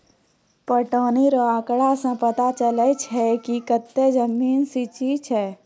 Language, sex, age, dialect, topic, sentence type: Maithili, female, 41-45, Angika, agriculture, statement